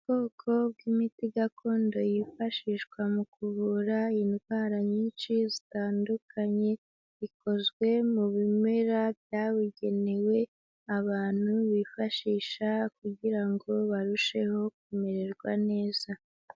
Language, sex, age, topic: Kinyarwanda, female, 18-24, health